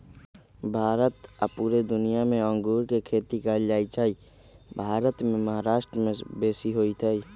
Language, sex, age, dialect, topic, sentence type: Magahi, male, 31-35, Western, agriculture, statement